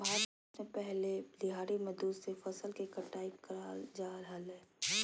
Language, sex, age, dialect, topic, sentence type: Magahi, female, 31-35, Southern, agriculture, statement